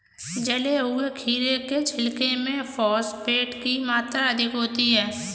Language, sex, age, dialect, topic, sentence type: Hindi, female, 18-24, Kanauji Braj Bhasha, agriculture, statement